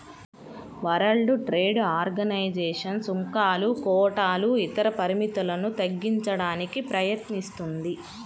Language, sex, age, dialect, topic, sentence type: Telugu, female, 25-30, Central/Coastal, banking, statement